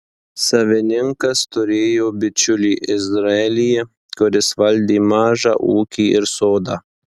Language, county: Lithuanian, Marijampolė